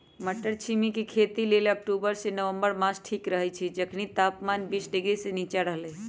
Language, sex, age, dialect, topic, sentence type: Magahi, female, 25-30, Western, agriculture, statement